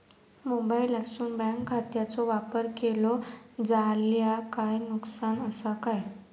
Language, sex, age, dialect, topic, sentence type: Marathi, female, 18-24, Southern Konkan, banking, question